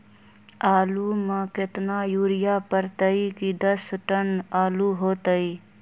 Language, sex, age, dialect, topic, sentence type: Magahi, female, 31-35, Western, agriculture, question